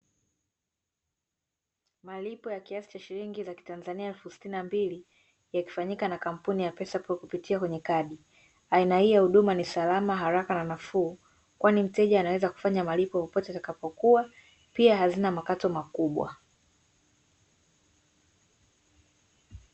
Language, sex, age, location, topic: Swahili, female, 25-35, Dar es Salaam, finance